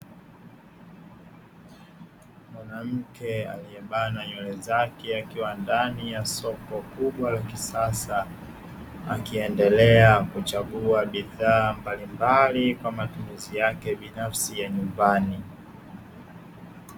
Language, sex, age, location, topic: Swahili, male, 18-24, Dar es Salaam, finance